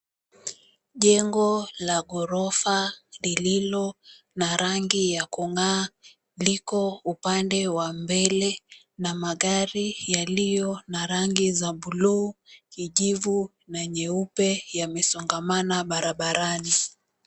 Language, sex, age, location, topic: Swahili, female, 25-35, Mombasa, government